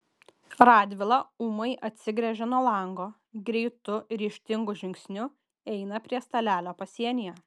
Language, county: Lithuanian, Kaunas